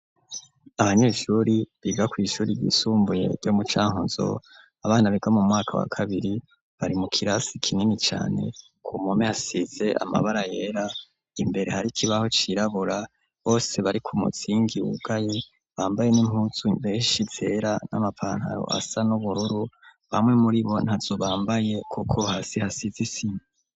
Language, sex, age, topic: Rundi, male, 18-24, education